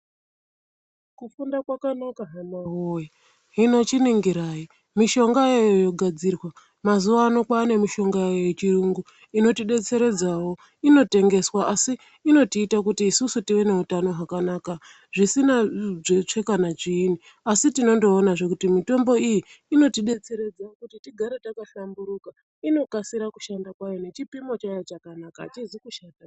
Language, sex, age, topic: Ndau, female, 36-49, health